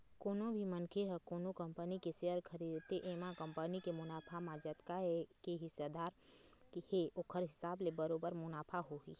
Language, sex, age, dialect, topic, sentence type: Chhattisgarhi, female, 18-24, Eastern, banking, statement